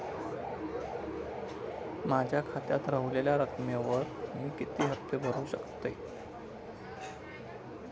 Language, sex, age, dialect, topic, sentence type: Marathi, male, 25-30, Southern Konkan, banking, question